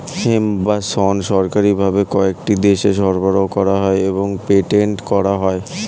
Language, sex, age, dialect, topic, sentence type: Bengali, male, 18-24, Standard Colloquial, agriculture, statement